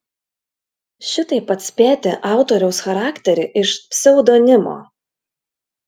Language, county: Lithuanian, Klaipėda